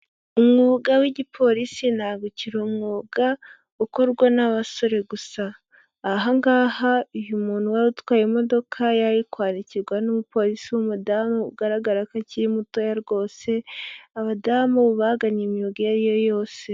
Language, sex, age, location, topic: Kinyarwanda, female, 25-35, Huye, government